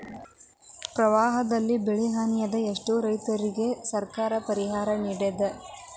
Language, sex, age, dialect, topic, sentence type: Kannada, female, 18-24, Dharwad Kannada, agriculture, statement